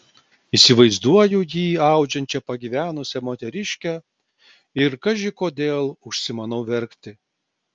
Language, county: Lithuanian, Klaipėda